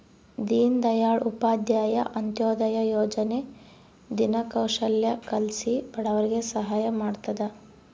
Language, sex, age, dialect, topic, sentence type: Kannada, female, 18-24, Central, banking, statement